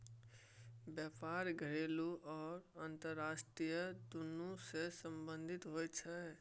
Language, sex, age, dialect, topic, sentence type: Maithili, male, 18-24, Bajjika, banking, statement